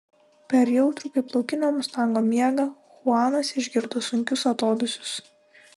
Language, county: Lithuanian, Utena